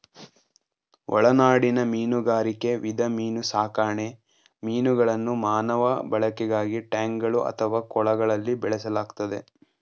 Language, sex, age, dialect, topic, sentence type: Kannada, male, 18-24, Mysore Kannada, agriculture, statement